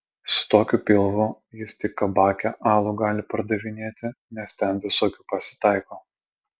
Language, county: Lithuanian, Vilnius